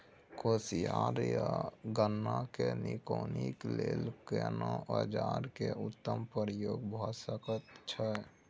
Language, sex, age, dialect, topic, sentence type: Maithili, male, 60-100, Bajjika, agriculture, question